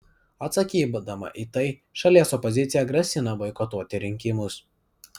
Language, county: Lithuanian, Vilnius